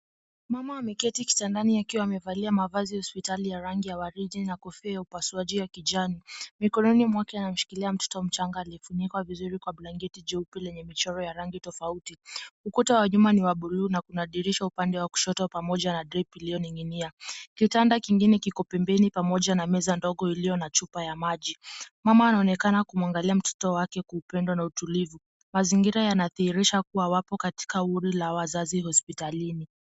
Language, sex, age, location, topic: Swahili, female, 18-24, Kisii, health